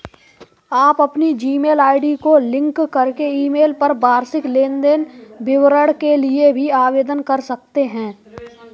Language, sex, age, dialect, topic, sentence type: Hindi, male, 18-24, Kanauji Braj Bhasha, banking, statement